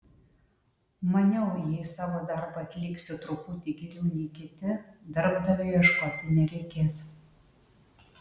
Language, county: Lithuanian, Utena